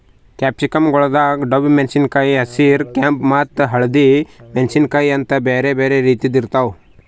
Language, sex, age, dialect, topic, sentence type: Kannada, male, 18-24, Northeastern, agriculture, statement